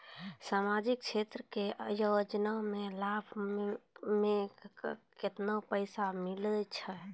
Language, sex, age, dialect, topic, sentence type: Maithili, female, 18-24, Angika, banking, question